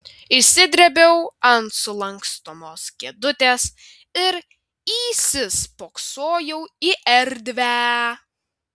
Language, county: Lithuanian, Vilnius